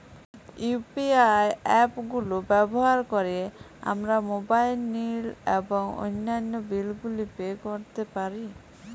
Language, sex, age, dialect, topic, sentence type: Bengali, female, 18-24, Jharkhandi, banking, statement